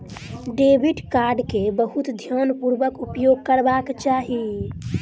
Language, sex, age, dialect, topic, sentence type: Maithili, female, 18-24, Southern/Standard, banking, statement